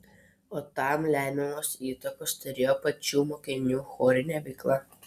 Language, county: Lithuanian, Telšiai